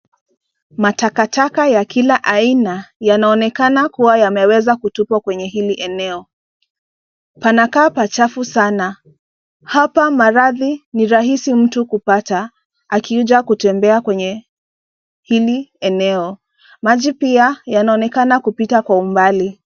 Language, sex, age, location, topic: Swahili, female, 25-35, Nairobi, government